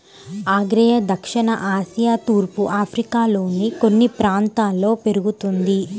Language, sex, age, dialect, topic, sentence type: Telugu, female, 18-24, Central/Coastal, agriculture, statement